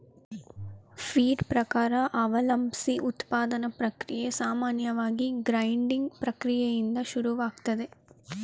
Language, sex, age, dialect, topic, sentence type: Kannada, female, 18-24, Mysore Kannada, agriculture, statement